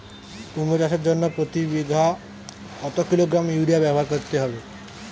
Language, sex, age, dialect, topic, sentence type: Bengali, male, 18-24, Western, agriculture, question